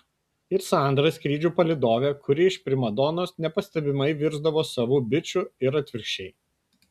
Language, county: Lithuanian, Kaunas